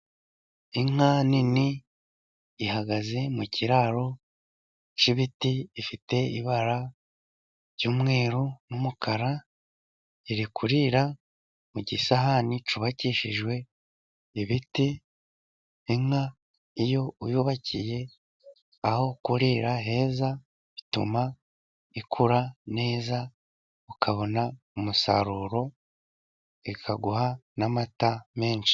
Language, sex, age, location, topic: Kinyarwanda, male, 36-49, Musanze, agriculture